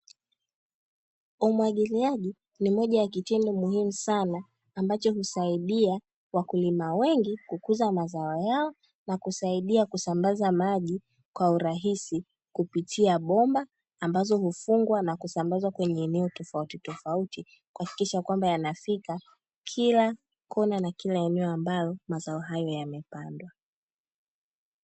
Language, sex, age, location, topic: Swahili, female, 18-24, Dar es Salaam, agriculture